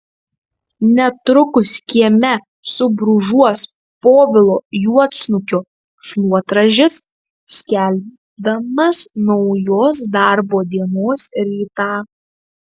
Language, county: Lithuanian, Marijampolė